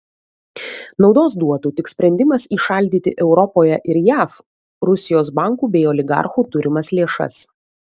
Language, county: Lithuanian, Vilnius